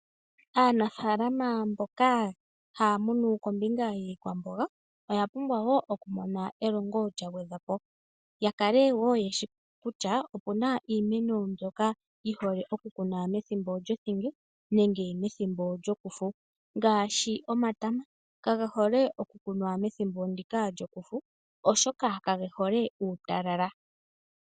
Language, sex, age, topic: Oshiwambo, female, 18-24, agriculture